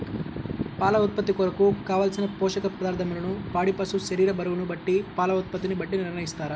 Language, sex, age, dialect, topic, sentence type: Telugu, male, 18-24, Central/Coastal, agriculture, question